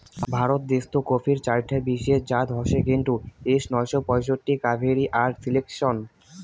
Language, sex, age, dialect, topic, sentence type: Bengali, male, 18-24, Rajbangshi, agriculture, statement